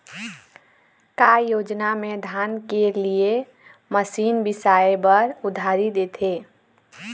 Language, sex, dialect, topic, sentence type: Chhattisgarhi, female, Eastern, agriculture, question